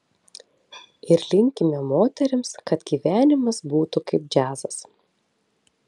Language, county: Lithuanian, Telšiai